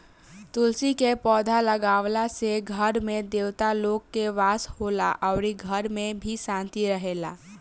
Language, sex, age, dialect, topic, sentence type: Bhojpuri, female, 18-24, Southern / Standard, agriculture, statement